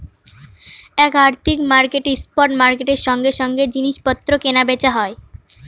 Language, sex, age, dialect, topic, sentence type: Bengali, female, 25-30, Northern/Varendri, banking, statement